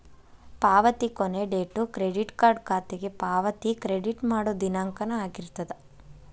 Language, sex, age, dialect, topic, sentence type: Kannada, female, 18-24, Dharwad Kannada, banking, statement